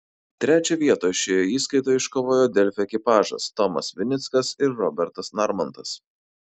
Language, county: Lithuanian, Kaunas